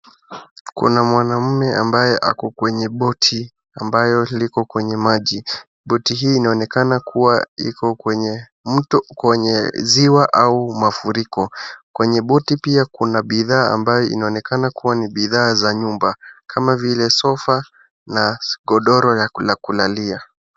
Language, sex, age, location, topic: Swahili, male, 18-24, Wajir, health